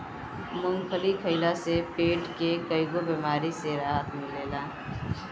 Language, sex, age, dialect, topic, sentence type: Bhojpuri, female, 18-24, Northern, agriculture, statement